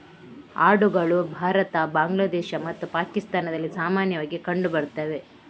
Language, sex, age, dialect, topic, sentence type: Kannada, female, 31-35, Coastal/Dakshin, agriculture, statement